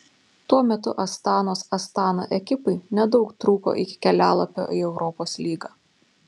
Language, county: Lithuanian, Panevėžys